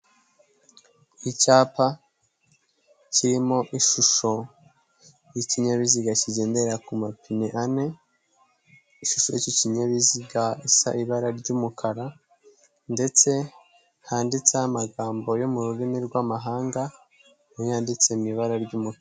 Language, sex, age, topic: Kinyarwanda, male, 18-24, government